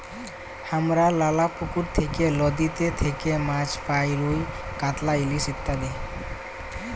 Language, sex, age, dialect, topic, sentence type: Bengali, male, 18-24, Jharkhandi, agriculture, statement